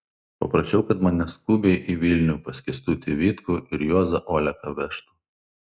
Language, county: Lithuanian, Klaipėda